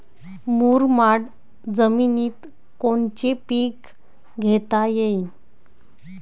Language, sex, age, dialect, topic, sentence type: Marathi, female, 25-30, Varhadi, agriculture, question